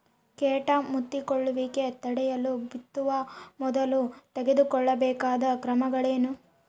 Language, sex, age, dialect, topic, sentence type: Kannada, female, 18-24, Central, agriculture, question